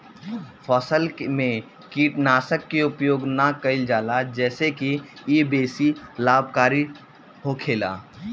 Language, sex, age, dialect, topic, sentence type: Bhojpuri, male, 18-24, Northern, agriculture, statement